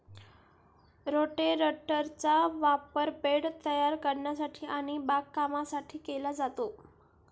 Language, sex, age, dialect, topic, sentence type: Marathi, female, 18-24, Standard Marathi, agriculture, statement